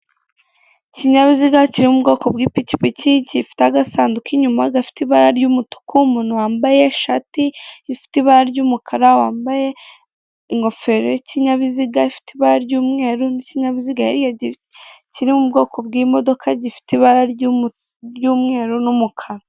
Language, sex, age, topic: Kinyarwanda, female, 18-24, finance